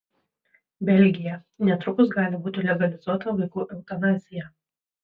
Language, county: Lithuanian, Vilnius